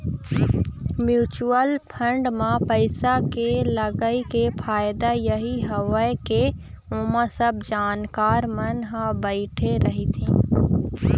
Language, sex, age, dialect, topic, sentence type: Chhattisgarhi, female, 60-100, Eastern, banking, statement